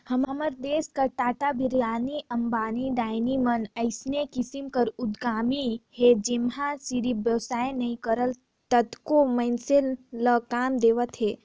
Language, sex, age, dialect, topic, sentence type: Chhattisgarhi, female, 18-24, Northern/Bhandar, banking, statement